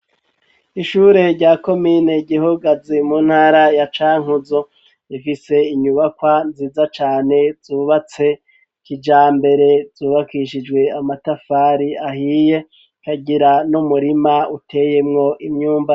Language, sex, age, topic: Rundi, male, 36-49, education